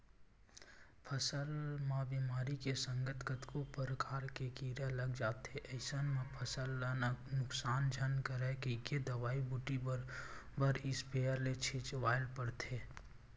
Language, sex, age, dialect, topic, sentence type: Chhattisgarhi, male, 18-24, Western/Budati/Khatahi, agriculture, statement